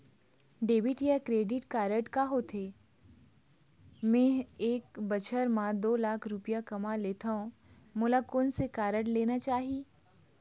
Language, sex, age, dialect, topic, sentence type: Chhattisgarhi, female, 25-30, Eastern, banking, question